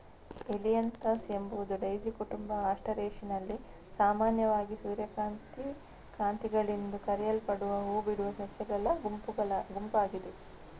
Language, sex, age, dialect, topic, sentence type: Kannada, female, 60-100, Coastal/Dakshin, agriculture, statement